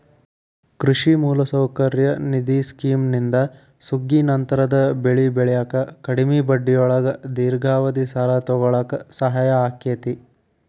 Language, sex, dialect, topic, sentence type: Kannada, male, Dharwad Kannada, agriculture, statement